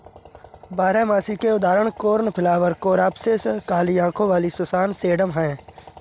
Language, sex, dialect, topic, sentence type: Hindi, male, Awadhi Bundeli, agriculture, statement